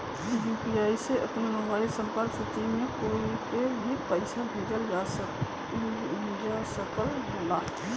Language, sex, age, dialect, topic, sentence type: Bhojpuri, male, 31-35, Western, banking, statement